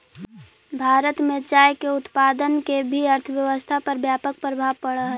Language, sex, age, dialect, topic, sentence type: Magahi, female, 18-24, Central/Standard, agriculture, statement